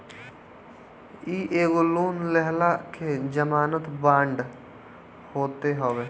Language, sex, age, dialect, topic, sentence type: Bhojpuri, male, 18-24, Northern, banking, statement